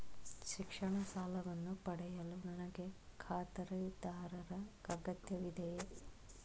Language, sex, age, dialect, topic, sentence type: Kannada, female, 36-40, Mysore Kannada, banking, question